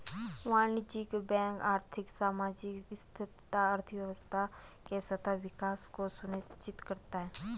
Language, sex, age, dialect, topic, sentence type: Hindi, female, 25-30, Garhwali, banking, statement